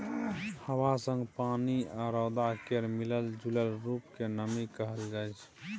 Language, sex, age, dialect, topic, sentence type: Maithili, male, 18-24, Bajjika, agriculture, statement